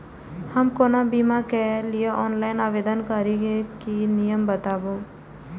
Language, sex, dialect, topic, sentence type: Maithili, female, Eastern / Thethi, banking, question